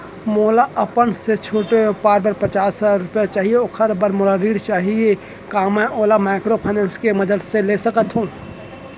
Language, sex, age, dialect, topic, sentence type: Chhattisgarhi, male, 25-30, Central, banking, question